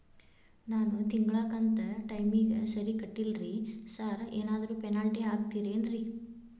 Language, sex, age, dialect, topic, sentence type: Kannada, female, 25-30, Dharwad Kannada, banking, question